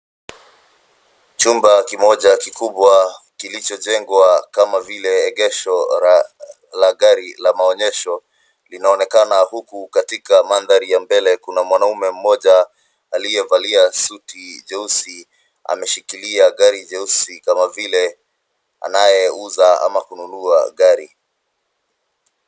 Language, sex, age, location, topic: Swahili, male, 25-35, Nairobi, finance